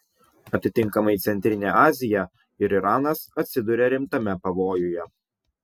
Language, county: Lithuanian, Vilnius